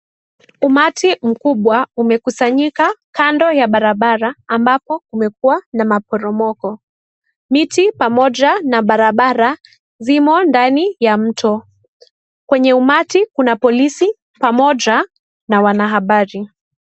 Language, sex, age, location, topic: Swahili, female, 18-24, Kisii, health